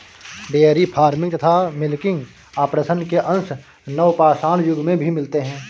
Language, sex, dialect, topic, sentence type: Hindi, male, Marwari Dhudhari, agriculture, statement